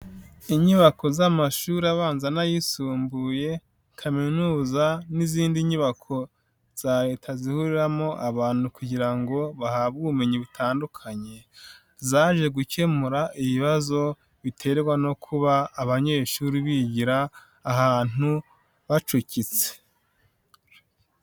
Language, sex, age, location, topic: Kinyarwanda, male, 18-24, Nyagatare, education